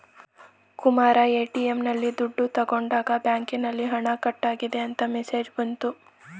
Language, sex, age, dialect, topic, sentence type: Kannada, male, 18-24, Mysore Kannada, banking, statement